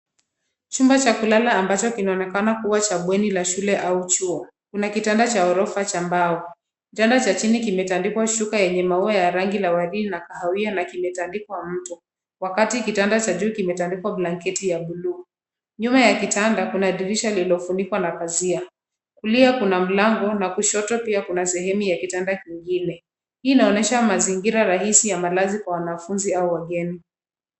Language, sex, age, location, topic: Swahili, female, 25-35, Nairobi, education